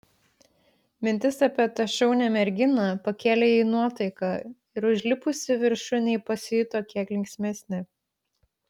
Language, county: Lithuanian, Klaipėda